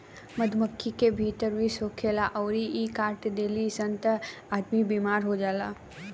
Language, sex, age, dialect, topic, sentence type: Bhojpuri, female, 18-24, Southern / Standard, agriculture, statement